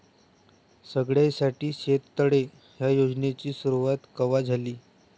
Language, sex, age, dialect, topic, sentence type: Marathi, male, 18-24, Varhadi, agriculture, question